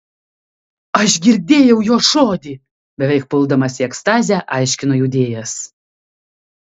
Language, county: Lithuanian, Kaunas